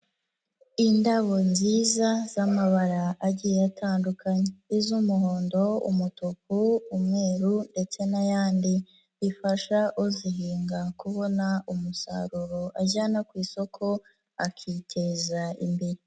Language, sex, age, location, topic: Kinyarwanda, female, 18-24, Nyagatare, agriculture